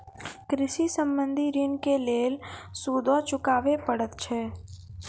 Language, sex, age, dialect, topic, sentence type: Maithili, female, 31-35, Angika, agriculture, question